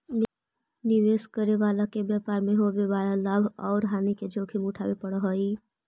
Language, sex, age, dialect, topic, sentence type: Magahi, female, 25-30, Central/Standard, banking, statement